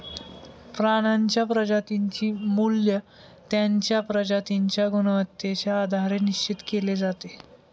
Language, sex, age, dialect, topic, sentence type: Marathi, male, 18-24, Standard Marathi, agriculture, statement